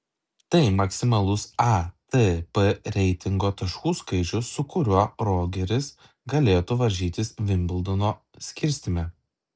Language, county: Lithuanian, Klaipėda